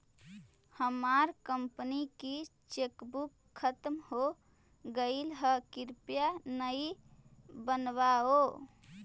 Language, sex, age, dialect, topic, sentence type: Magahi, female, 18-24, Central/Standard, banking, statement